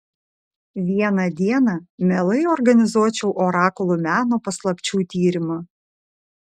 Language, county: Lithuanian, Šiauliai